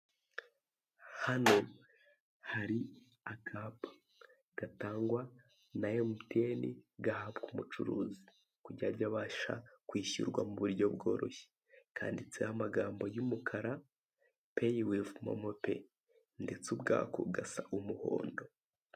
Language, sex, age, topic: Kinyarwanda, male, 18-24, finance